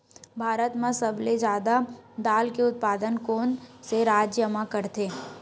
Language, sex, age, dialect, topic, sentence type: Chhattisgarhi, male, 18-24, Western/Budati/Khatahi, agriculture, question